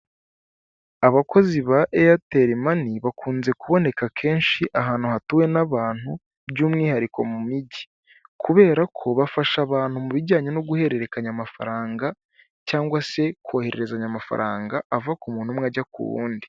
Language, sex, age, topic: Kinyarwanda, male, 18-24, finance